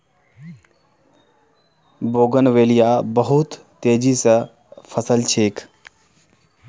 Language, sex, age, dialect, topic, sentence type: Magahi, male, 31-35, Northeastern/Surjapuri, agriculture, statement